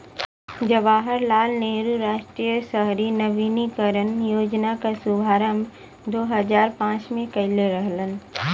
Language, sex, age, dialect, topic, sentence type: Bhojpuri, female, 25-30, Western, banking, statement